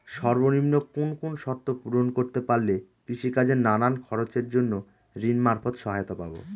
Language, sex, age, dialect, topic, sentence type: Bengali, male, 36-40, Northern/Varendri, banking, question